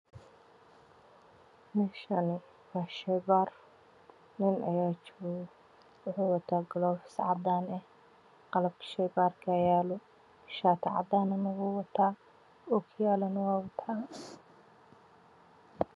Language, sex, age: Somali, female, 25-35